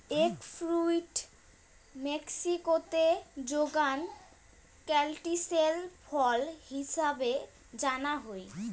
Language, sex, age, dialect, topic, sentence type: Bengali, female, 18-24, Rajbangshi, agriculture, statement